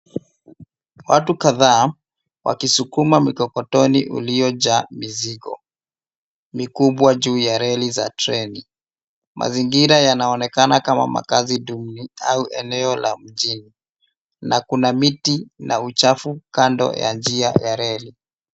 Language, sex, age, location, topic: Swahili, male, 25-35, Nairobi, government